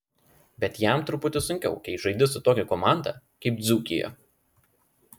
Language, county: Lithuanian, Klaipėda